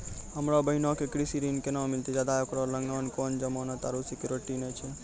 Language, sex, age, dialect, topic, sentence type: Maithili, male, 18-24, Angika, agriculture, statement